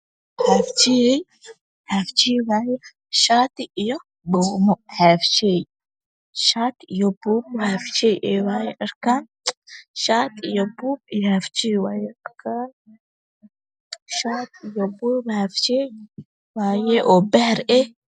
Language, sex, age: Somali, male, 18-24